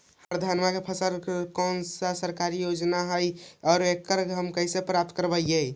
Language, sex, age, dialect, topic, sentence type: Magahi, male, 25-30, Central/Standard, agriculture, question